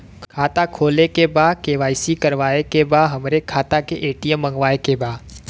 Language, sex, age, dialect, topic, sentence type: Bhojpuri, male, 18-24, Western, banking, question